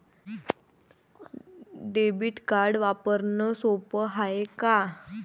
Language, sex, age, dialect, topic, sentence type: Marathi, female, 18-24, Varhadi, banking, question